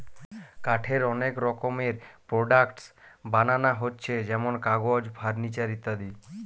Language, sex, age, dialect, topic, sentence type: Bengali, male, 18-24, Western, agriculture, statement